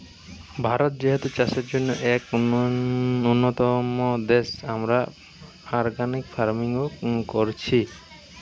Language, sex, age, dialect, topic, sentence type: Bengali, male, 18-24, Western, agriculture, statement